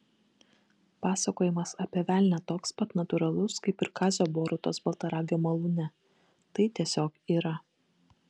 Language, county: Lithuanian, Kaunas